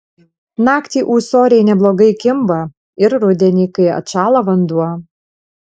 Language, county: Lithuanian, Panevėžys